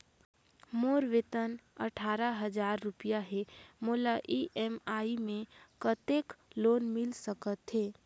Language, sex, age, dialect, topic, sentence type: Chhattisgarhi, female, 18-24, Northern/Bhandar, banking, question